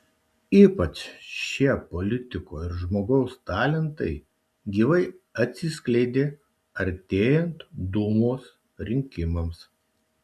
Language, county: Lithuanian, Šiauliai